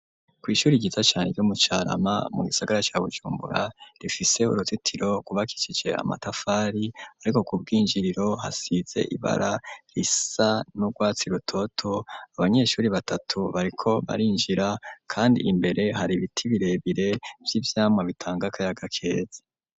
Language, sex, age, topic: Rundi, female, 18-24, education